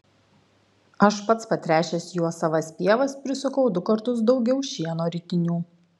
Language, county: Lithuanian, Kaunas